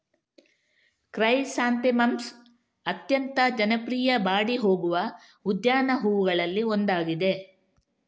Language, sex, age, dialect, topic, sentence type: Kannada, female, 31-35, Coastal/Dakshin, agriculture, statement